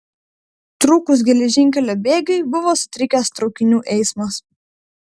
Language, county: Lithuanian, Vilnius